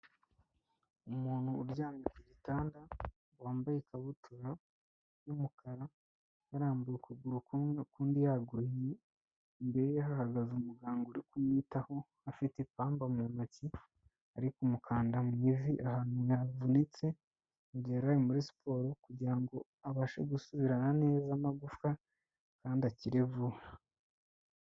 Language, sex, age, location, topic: Kinyarwanda, female, 18-24, Kigali, health